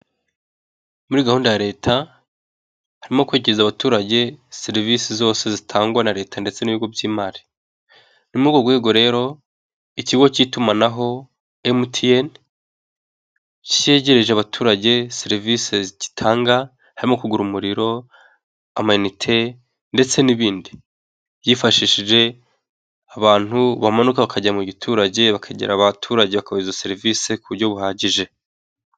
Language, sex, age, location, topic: Kinyarwanda, male, 18-24, Nyagatare, finance